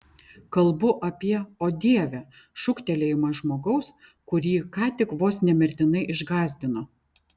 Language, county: Lithuanian, Vilnius